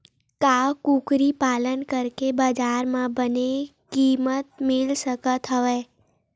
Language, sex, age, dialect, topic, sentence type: Chhattisgarhi, female, 18-24, Western/Budati/Khatahi, agriculture, question